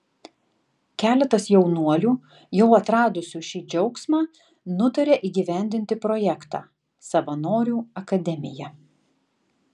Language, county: Lithuanian, Tauragė